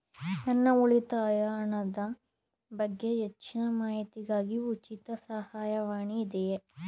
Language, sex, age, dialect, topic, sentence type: Kannada, female, 18-24, Mysore Kannada, banking, question